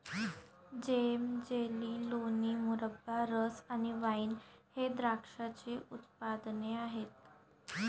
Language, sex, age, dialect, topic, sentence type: Marathi, female, 51-55, Varhadi, agriculture, statement